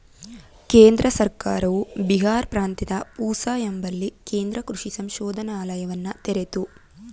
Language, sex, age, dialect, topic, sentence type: Kannada, female, 18-24, Mysore Kannada, agriculture, statement